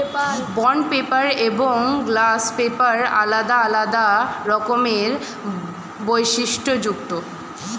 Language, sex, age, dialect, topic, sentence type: Bengali, female, 18-24, Standard Colloquial, agriculture, statement